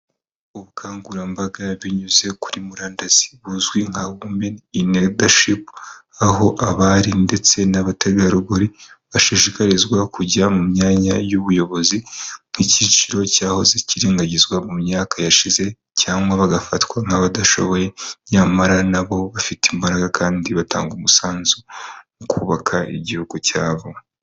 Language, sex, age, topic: Kinyarwanda, male, 25-35, finance